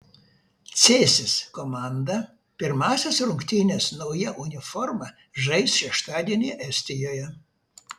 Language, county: Lithuanian, Vilnius